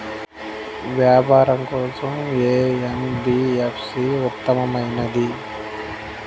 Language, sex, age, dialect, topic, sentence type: Telugu, male, 18-24, Central/Coastal, banking, question